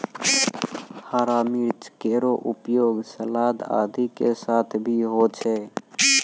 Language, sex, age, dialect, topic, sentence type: Maithili, male, 18-24, Angika, agriculture, statement